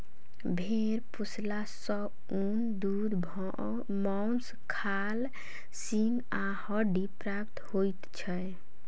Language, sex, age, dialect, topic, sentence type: Maithili, female, 18-24, Southern/Standard, agriculture, statement